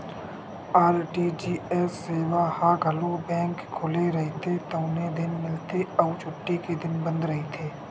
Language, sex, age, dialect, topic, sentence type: Chhattisgarhi, male, 56-60, Western/Budati/Khatahi, banking, statement